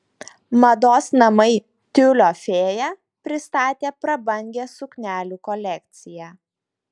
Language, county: Lithuanian, Šiauliai